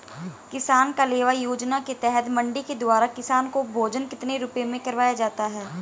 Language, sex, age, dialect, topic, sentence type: Hindi, female, 18-24, Marwari Dhudhari, agriculture, question